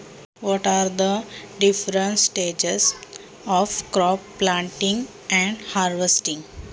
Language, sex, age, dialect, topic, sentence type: Marathi, female, 18-24, Standard Marathi, agriculture, question